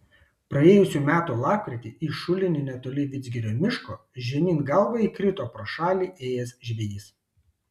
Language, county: Lithuanian, Šiauliai